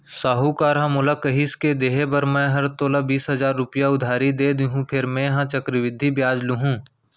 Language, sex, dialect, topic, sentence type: Chhattisgarhi, male, Central, banking, statement